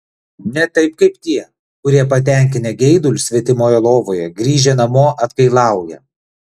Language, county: Lithuanian, Klaipėda